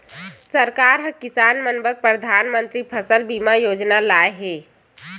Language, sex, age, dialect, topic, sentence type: Chhattisgarhi, female, 25-30, Western/Budati/Khatahi, agriculture, statement